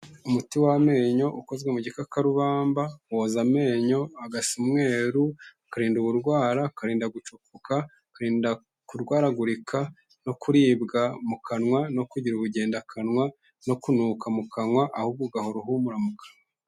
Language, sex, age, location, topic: Kinyarwanda, male, 25-35, Kigali, health